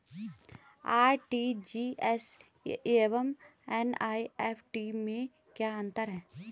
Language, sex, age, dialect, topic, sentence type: Hindi, female, 25-30, Garhwali, banking, question